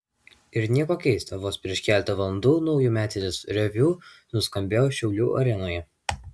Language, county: Lithuanian, Vilnius